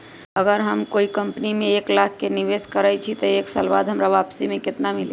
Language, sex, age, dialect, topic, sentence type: Magahi, female, 25-30, Western, banking, question